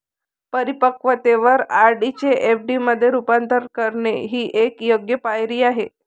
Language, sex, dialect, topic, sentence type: Marathi, female, Varhadi, banking, statement